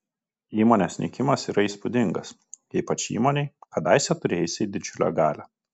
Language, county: Lithuanian, Kaunas